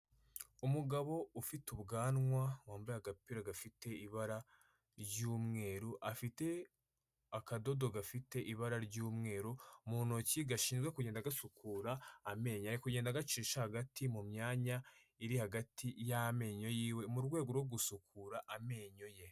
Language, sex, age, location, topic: Kinyarwanda, female, 25-35, Kigali, health